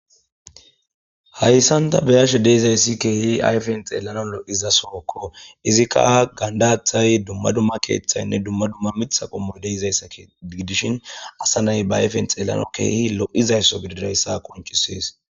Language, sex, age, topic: Gamo, male, 25-35, government